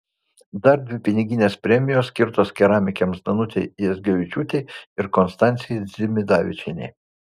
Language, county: Lithuanian, Vilnius